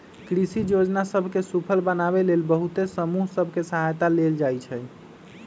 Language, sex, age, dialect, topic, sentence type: Magahi, male, 25-30, Western, agriculture, statement